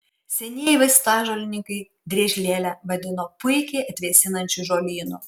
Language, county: Lithuanian, Kaunas